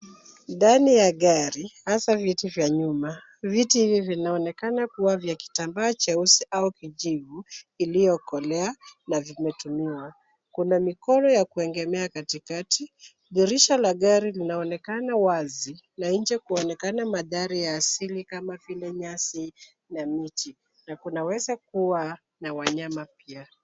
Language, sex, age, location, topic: Swahili, female, 25-35, Nairobi, finance